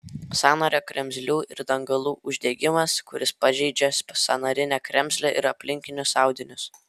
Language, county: Lithuanian, Vilnius